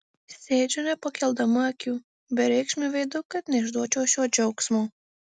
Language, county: Lithuanian, Marijampolė